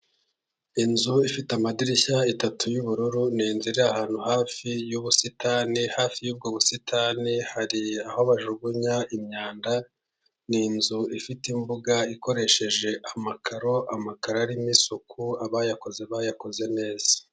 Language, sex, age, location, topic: Kinyarwanda, male, 50+, Musanze, government